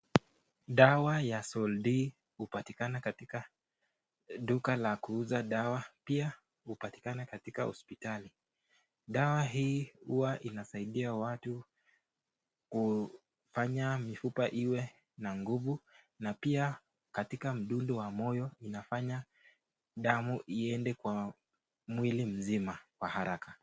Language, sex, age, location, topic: Swahili, male, 18-24, Nakuru, health